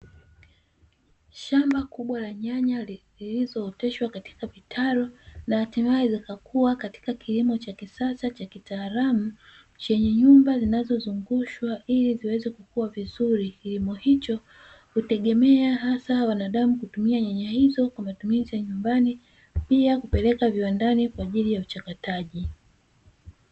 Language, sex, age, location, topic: Swahili, female, 25-35, Dar es Salaam, agriculture